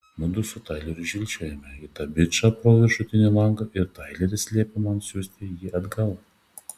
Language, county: Lithuanian, Šiauliai